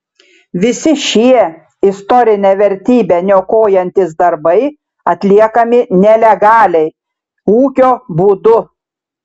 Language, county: Lithuanian, Šiauliai